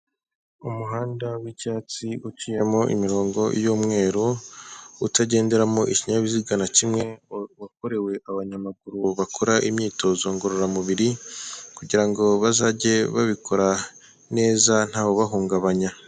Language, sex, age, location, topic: Kinyarwanda, male, 25-35, Kigali, government